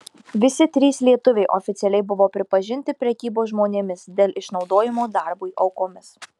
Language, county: Lithuanian, Marijampolė